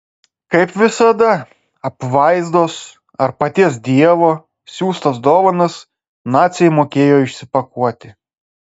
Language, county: Lithuanian, Klaipėda